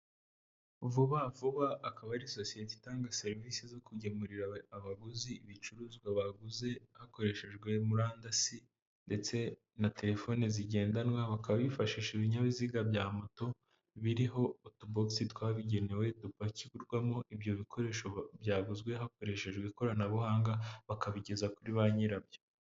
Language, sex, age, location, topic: Kinyarwanda, male, 18-24, Huye, finance